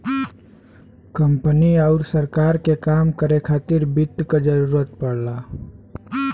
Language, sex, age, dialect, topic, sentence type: Bhojpuri, male, 18-24, Western, banking, statement